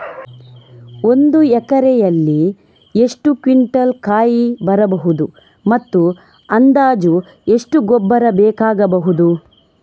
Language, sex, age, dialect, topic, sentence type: Kannada, female, 18-24, Coastal/Dakshin, agriculture, question